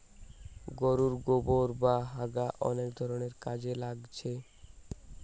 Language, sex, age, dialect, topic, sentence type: Bengali, male, 18-24, Western, agriculture, statement